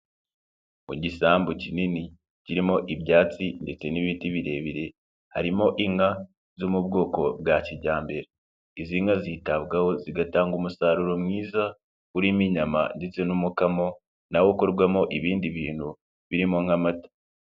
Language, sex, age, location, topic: Kinyarwanda, male, 25-35, Nyagatare, agriculture